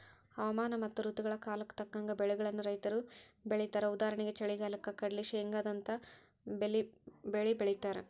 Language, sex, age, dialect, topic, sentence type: Kannada, female, 18-24, Dharwad Kannada, agriculture, statement